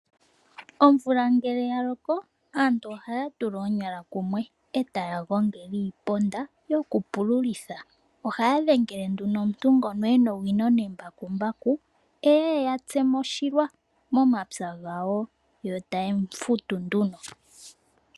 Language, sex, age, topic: Oshiwambo, female, 18-24, agriculture